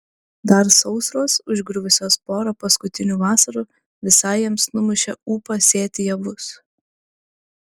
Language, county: Lithuanian, Klaipėda